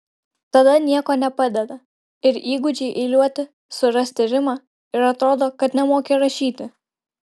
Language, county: Lithuanian, Vilnius